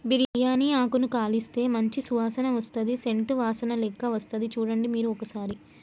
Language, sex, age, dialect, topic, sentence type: Telugu, female, 25-30, Telangana, agriculture, statement